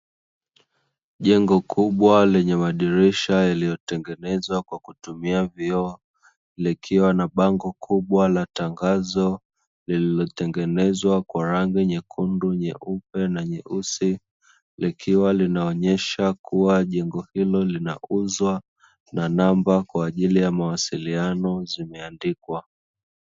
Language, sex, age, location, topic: Swahili, male, 25-35, Dar es Salaam, finance